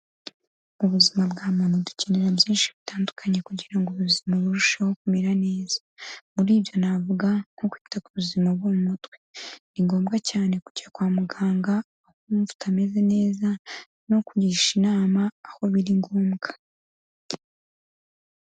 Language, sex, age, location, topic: Kinyarwanda, female, 18-24, Kigali, health